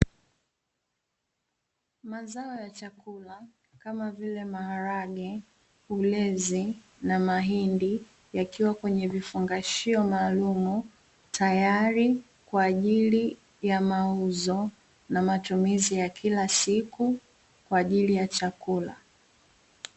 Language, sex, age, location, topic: Swahili, female, 18-24, Dar es Salaam, agriculture